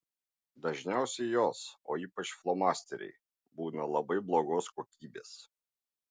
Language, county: Lithuanian, Marijampolė